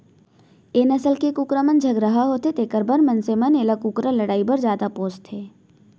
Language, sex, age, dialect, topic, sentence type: Chhattisgarhi, female, 18-24, Central, agriculture, statement